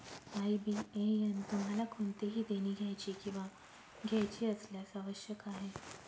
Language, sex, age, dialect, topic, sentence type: Marathi, female, 36-40, Northern Konkan, banking, statement